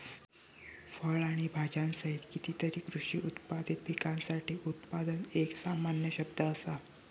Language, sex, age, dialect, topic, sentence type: Marathi, male, 60-100, Southern Konkan, agriculture, statement